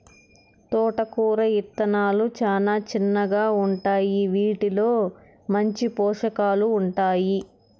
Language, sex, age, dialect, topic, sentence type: Telugu, male, 18-24, Southern, agriculture, statement